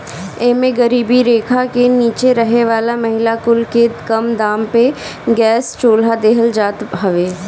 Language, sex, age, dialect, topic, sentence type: Bhojpuri, female, 31-35, Northern, agriculture, statement